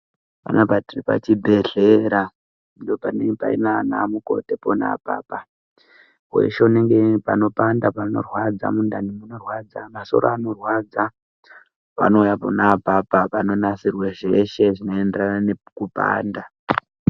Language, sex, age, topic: Ndau, male, 18-24, health